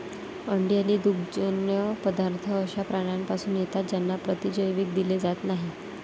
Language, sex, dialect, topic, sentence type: Marathi, female, Varhadi, agriculture, statement